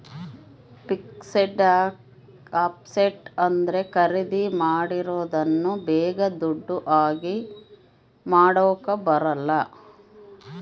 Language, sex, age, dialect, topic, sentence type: Kannada, female, 51-55, Central, banking, statement